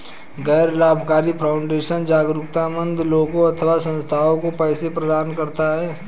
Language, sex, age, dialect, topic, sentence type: Hindi, male, 18-24, Hindustani Malvi Khadi Boli, banking, statement